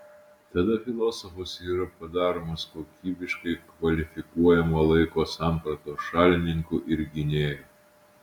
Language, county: Lithuanian, Utena